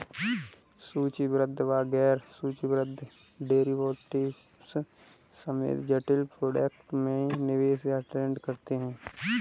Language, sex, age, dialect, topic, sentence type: Hindi, male, 18-24, Kanauji Braj Bhasha, banking, statement